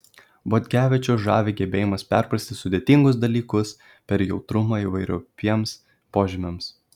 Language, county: Lithuanian, Kaunas